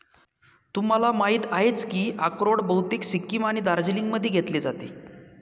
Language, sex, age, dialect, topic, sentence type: Marathi, male, 18-24, Northern Konkan, agriculture, statement